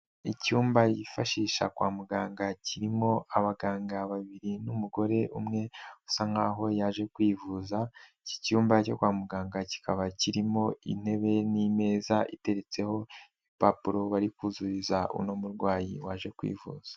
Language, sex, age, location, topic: Kinyarwanda, male, 18-24, Nyagatare, health